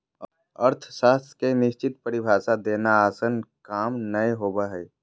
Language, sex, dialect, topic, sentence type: Magahi, female, Southern, banking, statement